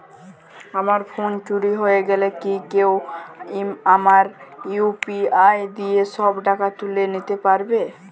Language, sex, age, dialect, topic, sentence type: Bengali, male, <18, Jharkhandi, banking, question